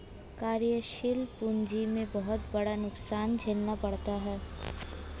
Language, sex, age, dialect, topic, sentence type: Hindi, female, 18-24, Hindustani Malvi Khadi Boli, banking, statement